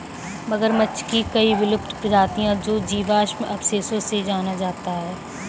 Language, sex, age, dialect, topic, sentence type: Hindi, female, 18-24, Kanauji Braj Bhasha, agriculture, statement